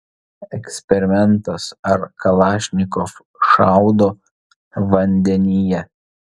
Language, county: Lithuanian, Vilnius